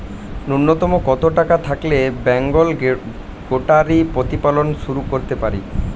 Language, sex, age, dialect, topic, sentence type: Bengali, male, 25-30, Standard Colloquial, agriculture, question